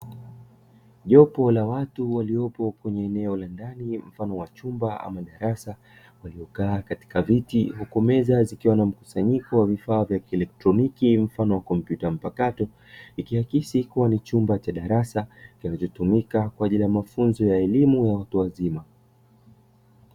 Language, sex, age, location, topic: Swahili, male, 25-35, Dar es Salaam, education